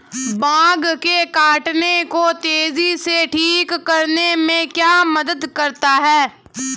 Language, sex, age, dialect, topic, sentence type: Hindi, female, 18-24, Hindustani Malvi Khadi Boli, agriculture, question